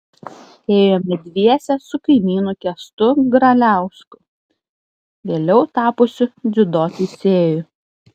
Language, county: Lithuanian, Klaipėda